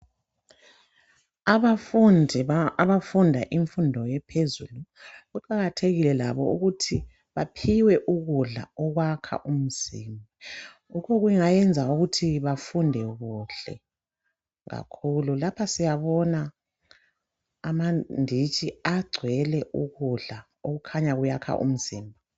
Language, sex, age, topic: North Ndebele, male, 36-49, education